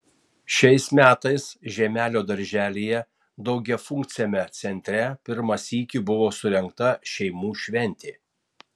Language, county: Lithuanian, Tauragė